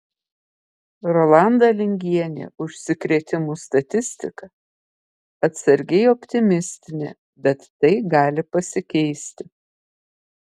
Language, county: Lithuanian, Kaunas